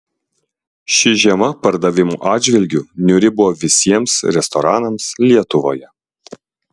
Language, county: Lithuanian, Klaipėda